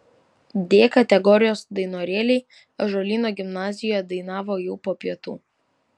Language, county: Lithuanian, Vilnius